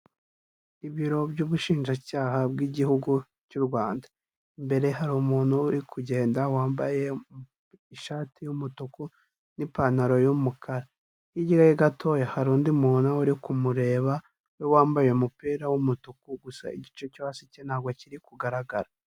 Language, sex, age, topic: Kinyarwanda, male, 18-24, health